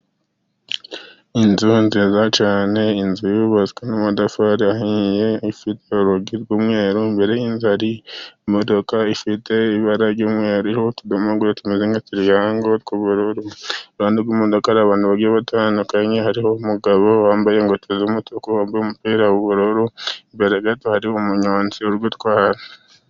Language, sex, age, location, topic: Kinyarwanda, male, 50+, Musanze, government